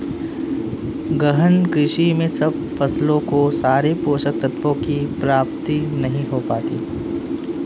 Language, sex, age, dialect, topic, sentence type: Hindi, male, 18-24, Marwari Dhudhari, agriculture, statement